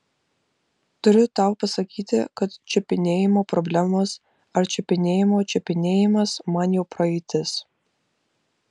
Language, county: Lithuanian, Vilnius